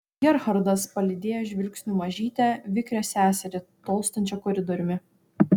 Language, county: Lithuanian, Vilnius